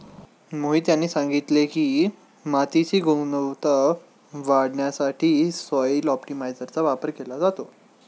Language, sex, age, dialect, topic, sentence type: Marathi, male, 18-24, Standard Marathi, agriculture, statement